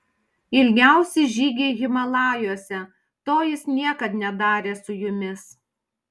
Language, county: Lithuanian, Panevėžys